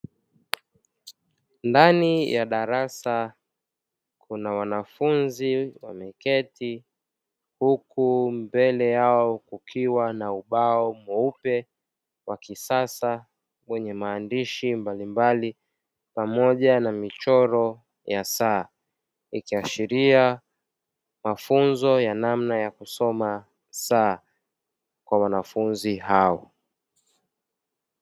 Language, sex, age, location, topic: Swahili, male, 18-24, Dar es Salaam, education